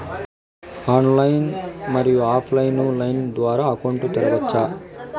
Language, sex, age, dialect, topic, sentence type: Telugu, male, 46-50, Southern, banking, question